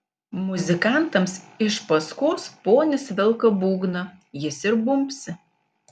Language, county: Lithuanian, Panevėžys